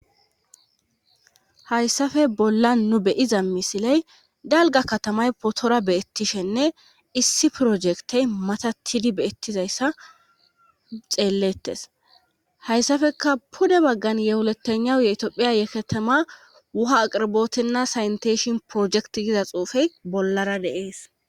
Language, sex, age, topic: Gamo, female, 25-35, government